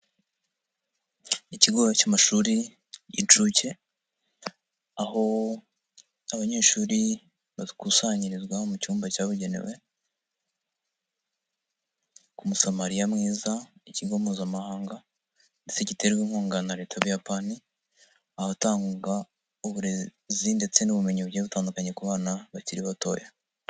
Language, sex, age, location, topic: Kinyarwanda, male, 50+, Nyagatare, education